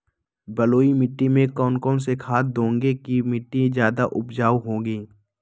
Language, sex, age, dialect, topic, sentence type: Magahi, male, 18-24, Western, agriculture, question